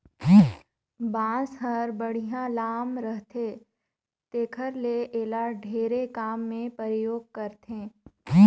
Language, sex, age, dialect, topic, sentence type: Chhattisgarhi, female, 25-30, Northern/Bhandar, agriculture, statement